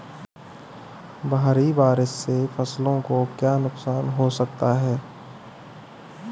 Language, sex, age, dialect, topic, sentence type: Hindi, male, 31-35, Marwari Dhudhari, agriculture, question